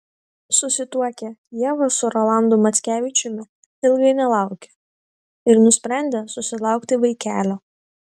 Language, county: Lithuanian, Vilnius